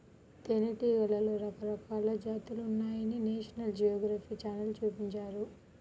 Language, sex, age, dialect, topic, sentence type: Telugu, female, 18-24, Central/Coastal, agriculture, statement